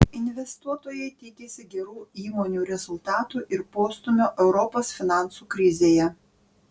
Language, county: Lithuanian, Panevėžys